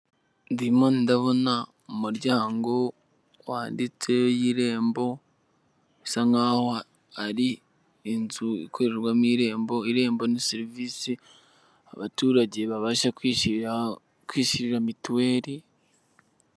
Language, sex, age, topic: Kinyarwanda, male, 18-24, government